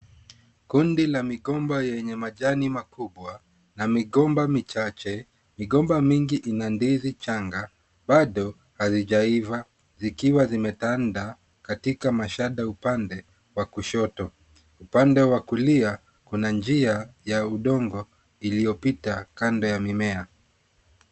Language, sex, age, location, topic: Swahili, male, 25-35, Kisumu, agriculture